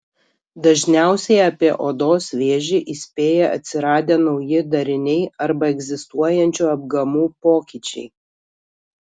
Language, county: Lithuanian, Kaunas